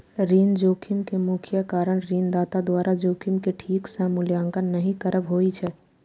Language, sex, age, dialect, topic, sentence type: Maithili, female, 18-24, Eastern / Thethi, banking, statement